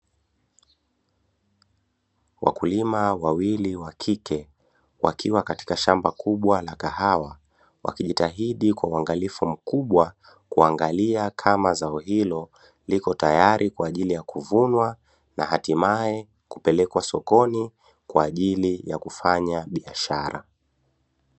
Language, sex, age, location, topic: Swahili, male, 25-35, Dar es Salaam, agriculture